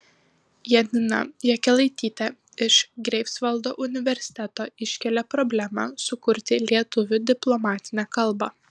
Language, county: Lithuanian, Panevėžys